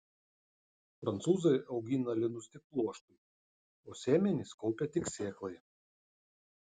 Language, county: Lithuanian, Utena